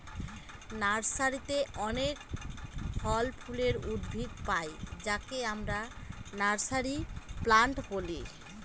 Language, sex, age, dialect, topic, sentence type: Bengali, female, 25-30, Northern/Varendri, agriculture, statement